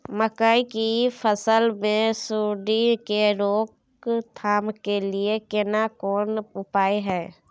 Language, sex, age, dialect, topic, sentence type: Maithili, female, 18-24, Bajjika, agriculture, question